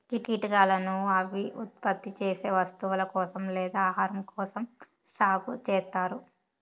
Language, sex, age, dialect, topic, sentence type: Telugu, female, 18-24, Southern, agriculture, statement